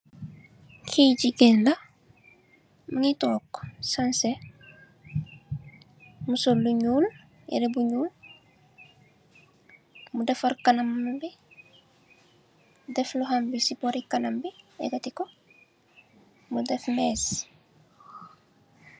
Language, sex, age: Wolof, female, 18-24